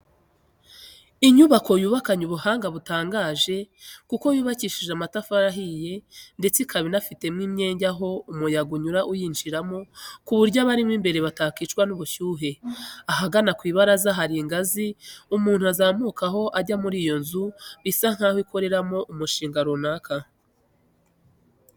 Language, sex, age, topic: Kinyarwanda, female, 25-35, education